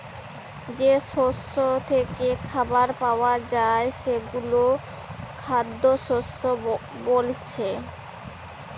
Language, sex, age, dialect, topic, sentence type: Bengali, female, 31-35, Western, agriculture, statement